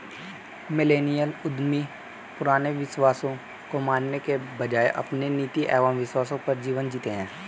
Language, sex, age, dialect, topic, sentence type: Hindi, male, 18-24, Hindustani Malvi Khadi Boli, banking, statement